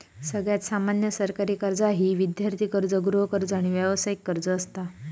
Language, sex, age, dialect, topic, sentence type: Marathi, female, 31-35, Southern Konkan, banking, statement